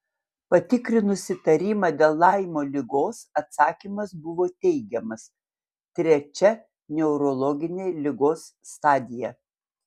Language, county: Lithuanian, Panevėžys